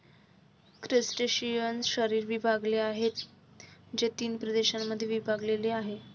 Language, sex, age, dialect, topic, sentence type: Marathi, female, 25-30, Varhadi, agriculture, statement